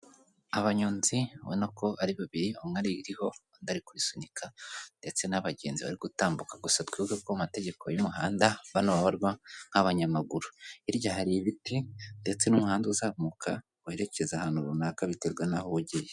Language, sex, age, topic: Kinyarwanda, female, 18-24, government